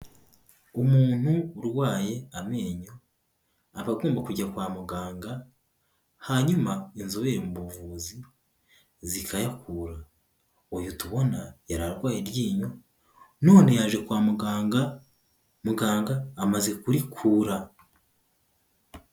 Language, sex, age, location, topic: Kinyarwanda, male, 18-24, Huye, health